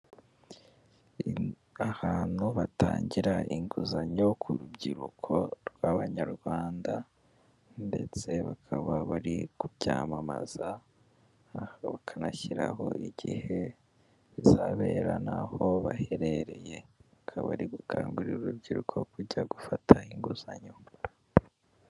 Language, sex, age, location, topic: Kinyarwanda, male, 18-24, Kigali, finance